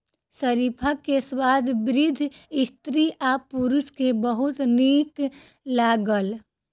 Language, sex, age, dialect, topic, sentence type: Maithili, female, 25-30, Southern/Standard, agriculture, statement